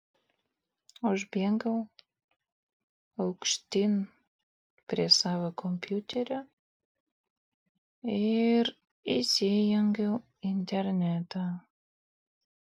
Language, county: Lithuanian, Vilnius